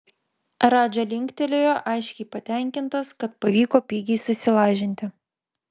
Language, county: Lithuanian, Vilnius